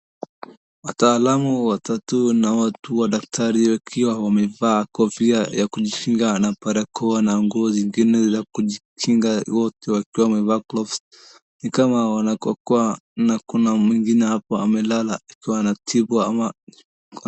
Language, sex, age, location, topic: Swahili, male, 18-24, Wajir, health